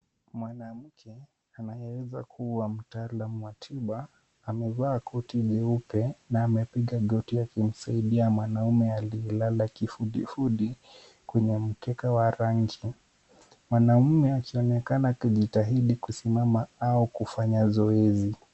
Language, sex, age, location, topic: Swahili, male, 18-24, Kisumu, health